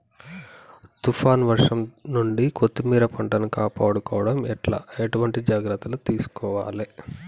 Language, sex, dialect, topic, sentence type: Telugu, male, Telangana, agriculture, question